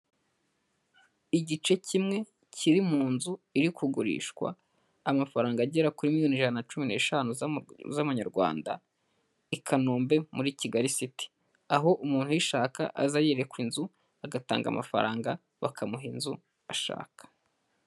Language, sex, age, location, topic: Kinyarwanda, male, 18-24, Huye, finance